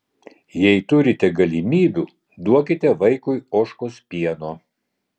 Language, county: Lithuanian, Vilnius